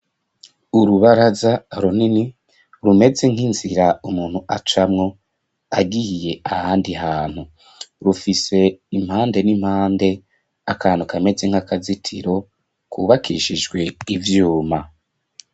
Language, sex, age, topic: Rundi, male, 25-35, education